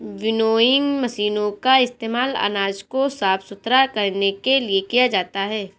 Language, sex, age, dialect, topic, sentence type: Hindi, female, 18-24, Marwari Dhudhari, agriculture, statement